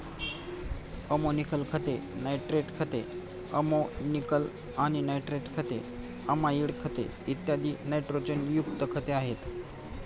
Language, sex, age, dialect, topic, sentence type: Marathi, male, 46-50, Standard Marathi, agriculture, statement